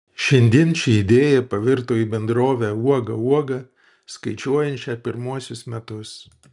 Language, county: Lithuanian, Utena